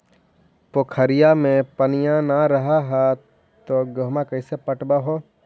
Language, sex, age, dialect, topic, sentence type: Magahi, male, 56-60, Central/Standard, agriculture, question